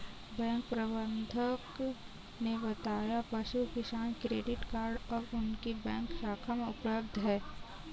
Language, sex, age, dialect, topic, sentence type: Hindi, female, 18-24, Kanauji Braj Bhasha, agriculture, statement